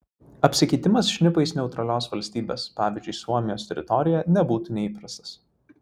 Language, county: Lithuanian, Vilnius